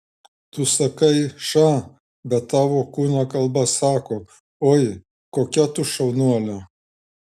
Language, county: Lithuanian, Šiauliai